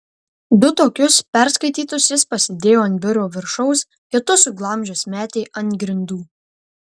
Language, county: Lithuanian, Marijampolė